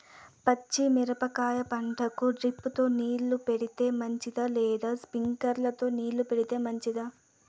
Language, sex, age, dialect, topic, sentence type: Telugu, female, 18-24, Southern, agriculture, question